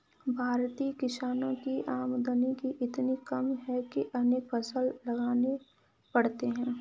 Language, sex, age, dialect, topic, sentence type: Hindi, female, 18-24, Kanauji Braj Bhasha, agriculture, statement